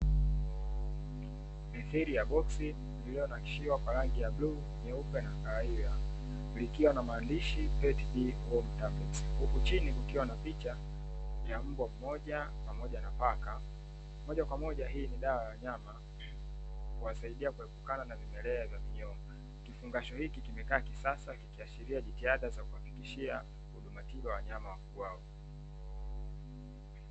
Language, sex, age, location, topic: Swahili, male, 18-24, Dar es Salaam, agriculture